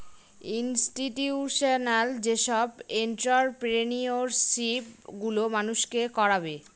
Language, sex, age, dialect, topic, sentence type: Bengali, female, 25-30, Northern/Varendri, banking, statement